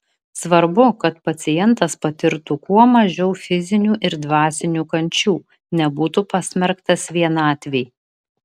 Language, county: Lithuanian, Vilnius